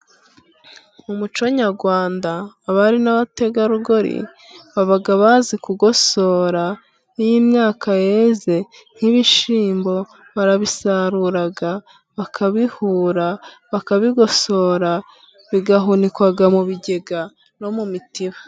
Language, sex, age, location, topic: Kinyarwanda, female, 25-35, Musanze, government